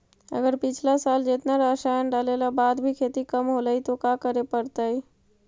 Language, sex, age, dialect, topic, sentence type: Magahi, female, 56-60, Central/Standard, agriculture, question